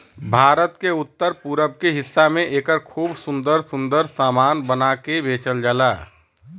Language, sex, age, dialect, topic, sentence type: Bhojpuri, male, 31-35, Western, agriculture, statement